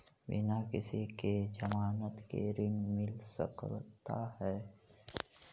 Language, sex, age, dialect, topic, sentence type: Magahi, female, 25-30, Central/Standard, banking, question